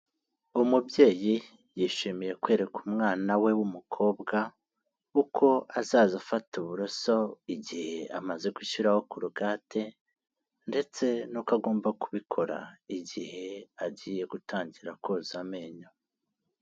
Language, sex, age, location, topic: Kinyarwanda, male, 18-24, Kigali, health